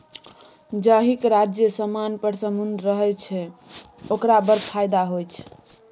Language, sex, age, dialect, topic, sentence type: Maithili, female, 18-24, Bajjika, agriculture, statement